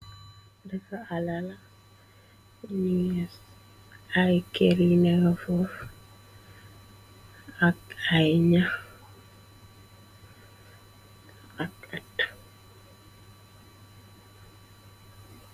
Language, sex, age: Wolof, female, 18-24